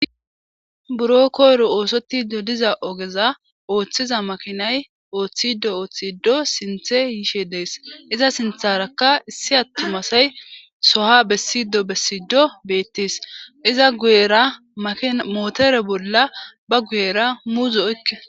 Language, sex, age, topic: Gamo, female, 25-35, government